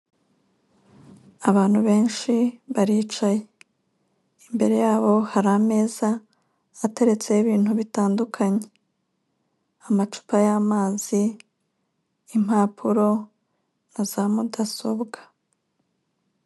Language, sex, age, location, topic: Kinyarwanda, female, 25-35, Kigali, government